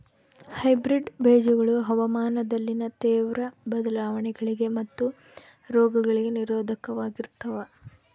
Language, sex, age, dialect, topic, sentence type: Kannada, female, 18-24, Central, agriculture, statement